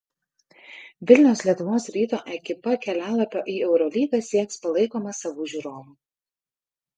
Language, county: Lithuanian, Kaunas